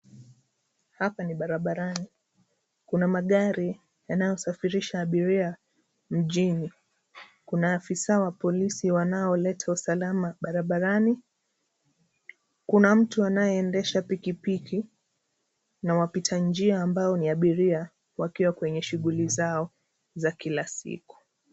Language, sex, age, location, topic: Swahili, female, 25-35, Nairobi, government